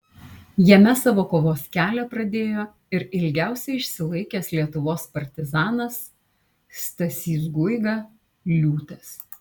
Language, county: Lithuanian, Kaunas